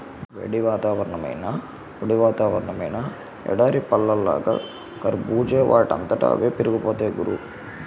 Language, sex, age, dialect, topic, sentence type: Telugu, male, 18-24, Utterandhra, agriculture, statement